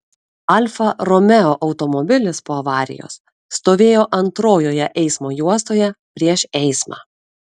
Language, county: Lithuanian, Kaunas